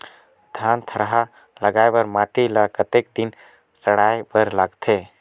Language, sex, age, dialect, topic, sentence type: Chhattisgarhi, male, 18-24, Northern/Bhandar, agriculture, question